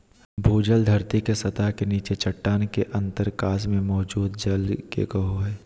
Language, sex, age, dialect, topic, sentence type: Magahi, male, 18-24, Southern, agriculture, statement